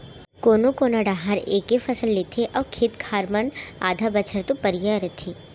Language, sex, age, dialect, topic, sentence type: Chhattisgarhi, female, 36-40, Central, agriculture, statement